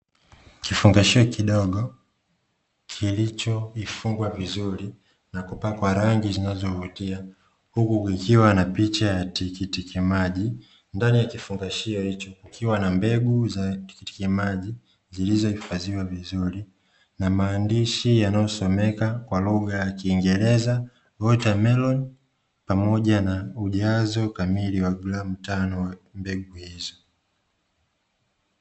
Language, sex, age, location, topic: Swahili, male, 25-35, Dar es Salaam, agriculture